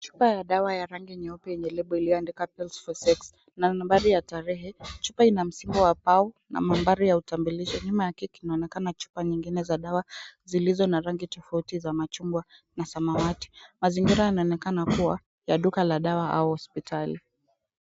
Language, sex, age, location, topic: Swahili, female, 18-24, Kisumu, health